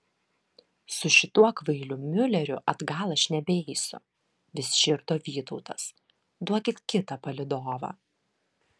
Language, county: Lithuanian, Vilnius